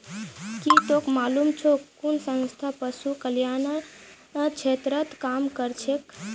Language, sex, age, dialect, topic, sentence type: Magahi, female, 25-30, Northeastern/Surjapuri, agriculture, statement